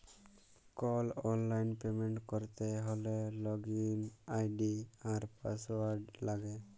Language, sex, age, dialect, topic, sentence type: Bengali, male, 18-24, Jharkhandi, banking, statement